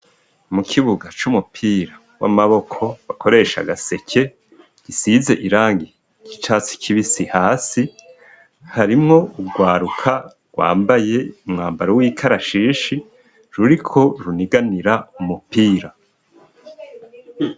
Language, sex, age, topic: Rundi, male, 50+, education